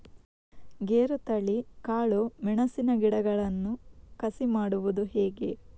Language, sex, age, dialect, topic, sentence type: Kannada, female, 18-24, Coastal/Dakshin, agriculture, question